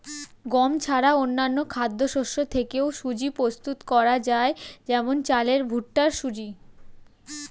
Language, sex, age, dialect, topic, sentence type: Bengali, female, 18-24, Standard Colloquial, agriculture, statement